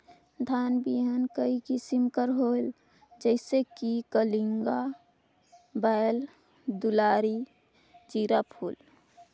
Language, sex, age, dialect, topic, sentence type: Chhattisgarhi, female, 18-24, Northern/Bhandar, agriculture, question